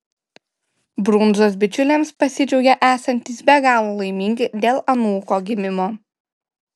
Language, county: Lithuanian, Kaunas